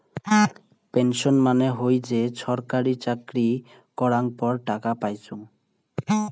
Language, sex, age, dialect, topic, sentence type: Bengali, male, 18-24, Rajbangshi, banking, statement